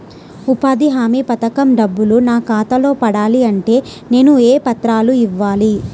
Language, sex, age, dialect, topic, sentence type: Telugu, female, 18-24, Central/Coastal, banking, question